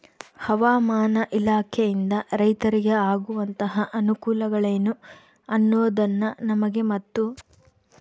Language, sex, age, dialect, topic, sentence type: Kannada, female, 18-24, Central, agriculture, question